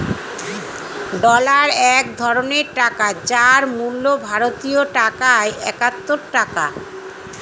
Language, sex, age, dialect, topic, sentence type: Bengali, female, 46-50, Standard Colloquial, banking, statement